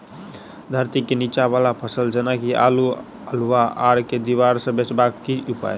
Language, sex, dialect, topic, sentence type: Maithili, male, Southern/Standard, agriculture, question